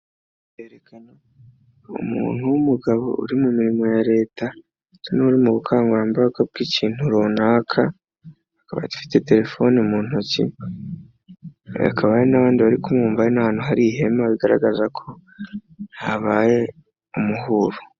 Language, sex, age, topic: Kinyarwanda, male, 25-35, government